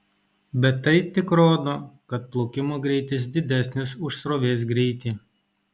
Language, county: Lithuanian, Kaunas